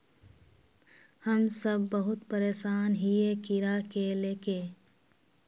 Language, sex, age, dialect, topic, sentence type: Magahi, female, 18-24, Northeastern/Surjapuri, agriculture, question